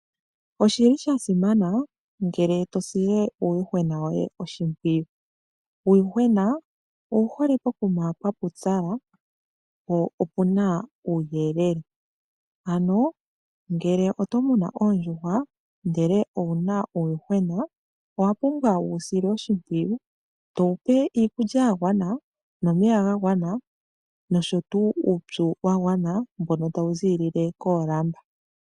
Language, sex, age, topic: Oshiwambo, female, 18-24, agriculture